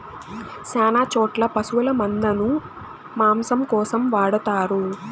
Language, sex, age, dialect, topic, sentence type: Telugu, female, 18-24, Southern, agriculture, statement